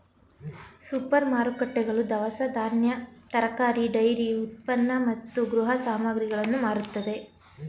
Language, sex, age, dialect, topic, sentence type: Kannada, female, 25-30, Mysore Kannada, agriculture, statement